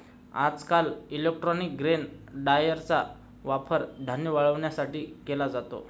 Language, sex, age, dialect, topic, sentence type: Marathi, male, 25-30, Standard Marathi, agriculture, statement